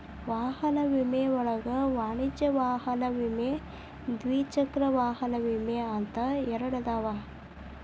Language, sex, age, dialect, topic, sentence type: Kannada, female, 25-30, Dharwad Kannada, banking, statement